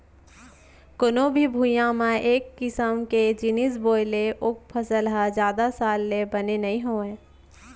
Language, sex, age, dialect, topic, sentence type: Chhattisgarhi, female, 25-30, Central, agriculture, statement